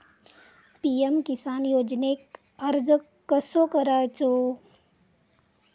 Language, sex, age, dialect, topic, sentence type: Marathi, female, 25-30, Southern Konkan, agriculture, question